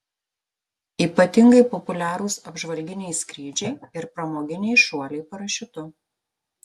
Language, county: Lithuanian, Marijampolė